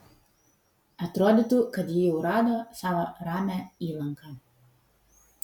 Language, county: Lithuanian, Vilnius